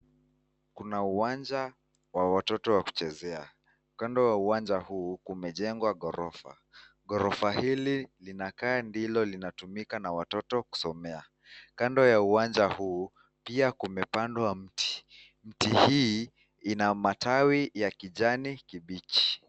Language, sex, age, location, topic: Swahili, male, 18-24, Nakuru, education